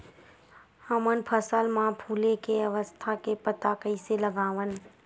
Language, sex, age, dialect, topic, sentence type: Chhattisgarhi, female, 51-55, Western/Budati/Khatahi, agriculture, statement